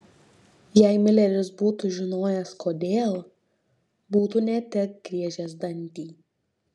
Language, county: Lithuanian, Šiauliai